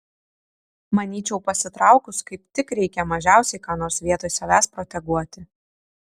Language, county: Lithuanian, Šiauliai